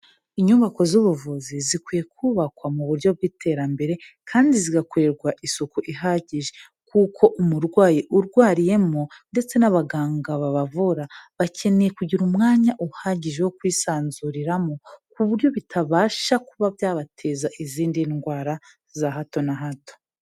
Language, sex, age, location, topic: Kinyarwanda, female, 18-24, Kigali, health